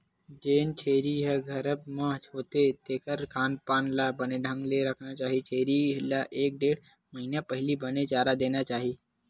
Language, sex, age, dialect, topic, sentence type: Chhattisgarhi, male, 18-24, Western/Budati/Khatahi, agriculture, statement